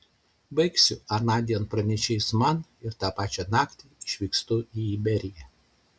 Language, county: Lithuanian, Šiauliai